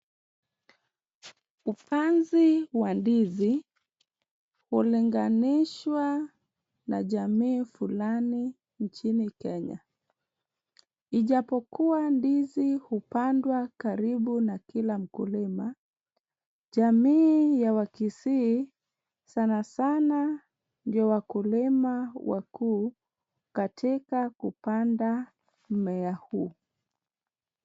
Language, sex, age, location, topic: Swahili, female, 25-35, Kisumu, agriculture